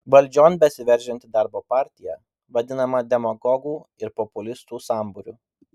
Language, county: Lithuanian, Vilnius